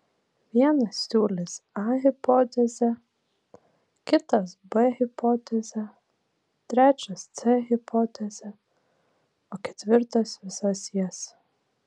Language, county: Lithuanian, Vilnius